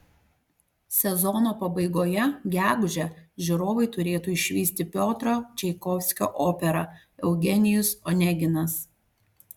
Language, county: Lithuanian, Panevėžys